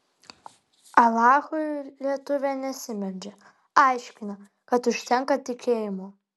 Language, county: Lithuanian, Vilnius